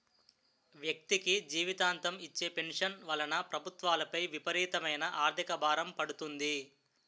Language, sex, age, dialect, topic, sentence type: Telugu, male, 18-24, Utterandhra, banking, statement